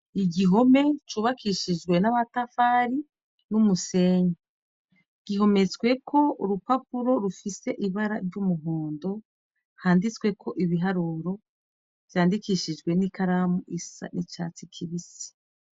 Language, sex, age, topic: Rundi, female, 36-49, education